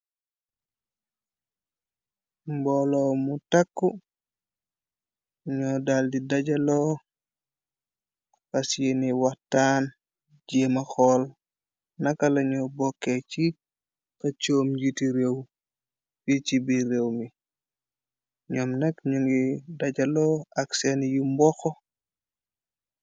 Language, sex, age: Wolof, male, 25-35